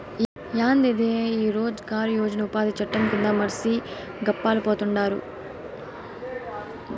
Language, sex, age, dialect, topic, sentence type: Telugu, female, 18-24, Southern, banking, statement